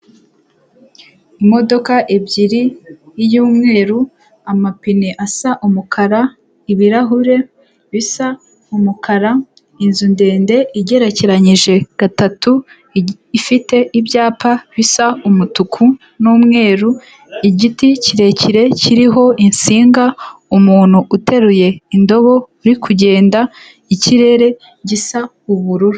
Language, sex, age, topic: Kinyarwanda, female, 18-24, finance